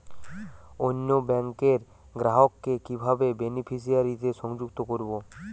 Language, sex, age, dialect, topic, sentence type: Bengali, male, 18-24, Jharkhandi, banking, question